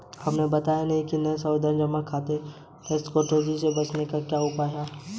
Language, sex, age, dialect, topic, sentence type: Hindi, male, 18-24, Hindustani Malvi Khadi Boli, banking, statement